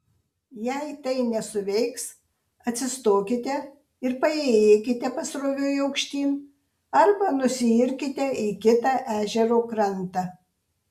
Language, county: Lithuanian, Vilnius